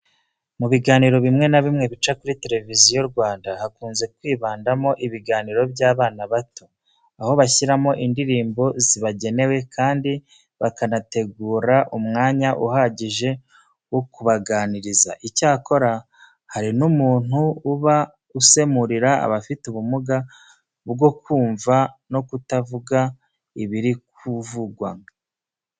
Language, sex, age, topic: Kinyarwanda, male, 36-49, education